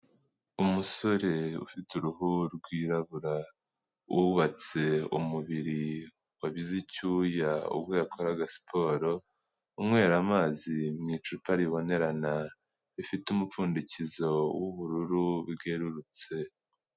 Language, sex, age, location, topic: Kinyarwanda, male, 18-24, Kigali, health